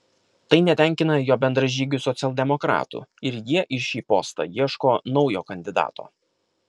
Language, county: Lithuanian, Kaunas